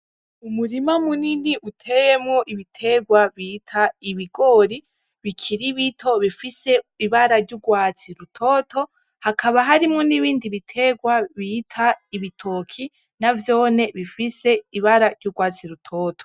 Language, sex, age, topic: Rundi, female, 18-24, agriculture